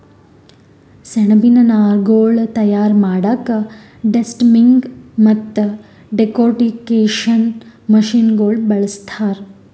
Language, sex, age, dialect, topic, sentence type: Kannada, female, 18-24, Northeastern, agriculture, statement